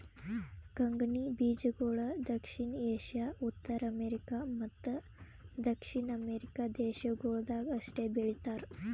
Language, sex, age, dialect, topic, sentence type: Kannada, female, 18-24, Northeastern, agriculture, statement